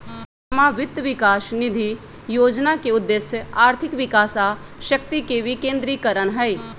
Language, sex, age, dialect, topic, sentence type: Magahi, female, 31-35, Western, banking, statement